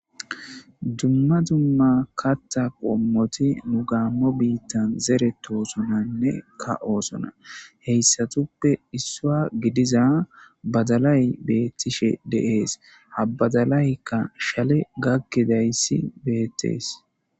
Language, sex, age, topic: Gamo, male, 18-24, government